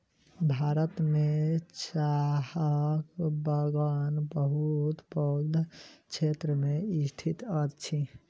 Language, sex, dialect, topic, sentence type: Maithili, male, Southern/Standard, agriculture, statement